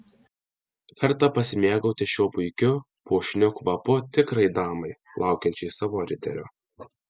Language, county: Lithuanian, Alytus